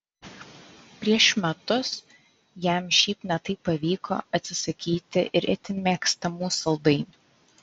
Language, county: Lithuanian, Vilnius